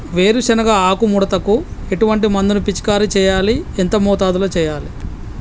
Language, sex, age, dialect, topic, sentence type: Telugu, female, 31-35, Telangana, agriculture, question